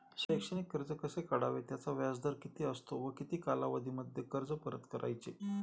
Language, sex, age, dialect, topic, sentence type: Marathi, male, 46-50, Standard Marathi, banking, question